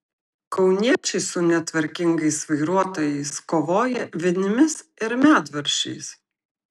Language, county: Lithuanian, Šiauliai